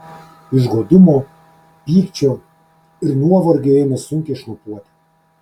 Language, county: Lithuanian, Kaunas